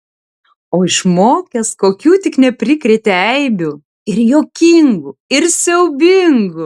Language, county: Lithuanian, Tauragė